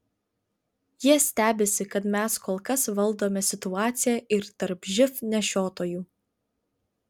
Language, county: Lithuanian, Vilnius